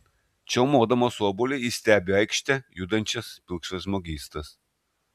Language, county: Lithuanian, Klaipėda